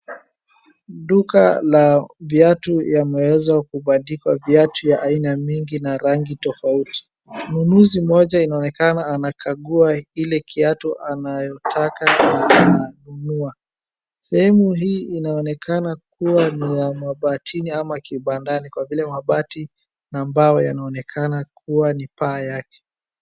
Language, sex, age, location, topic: Swahili, female, 36-49, Wajir, finance